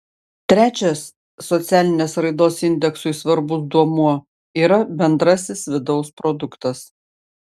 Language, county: Lithuanian, Panevėžys